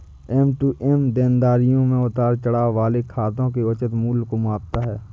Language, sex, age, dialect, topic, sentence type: Hindi, male, 60-100, Awadhi Bundeli, banking, statement